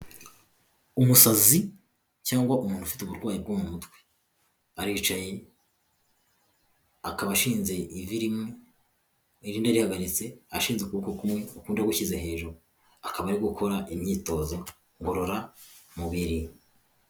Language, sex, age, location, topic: Kinyarwanda, male, 18-24, Huye, health